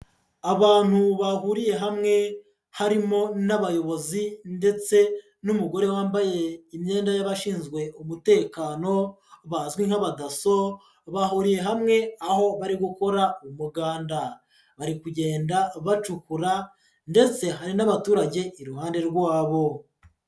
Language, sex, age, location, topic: Kinyarwanda, female, 25-35, Huye, agriculture